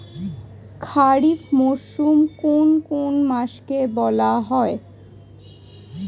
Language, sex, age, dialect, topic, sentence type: Bengali, female, 25-30, Standard Colloquial, agriculture, question